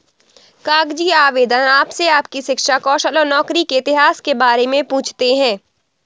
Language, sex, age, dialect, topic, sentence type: Hindi, female, 60-100, Awadhi Bundeli, agriculture, statement